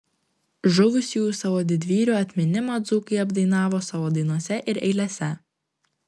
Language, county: Lithuanian, Klaipėda